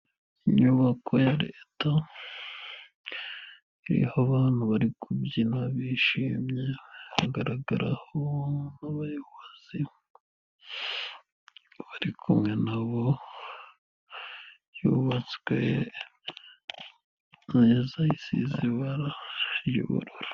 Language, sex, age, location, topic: Kinyarwanda, male, 18-24, Nyagatare, government